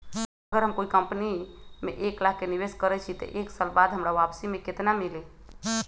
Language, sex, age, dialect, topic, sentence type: Magahi, male, 25-30, Western, banking, question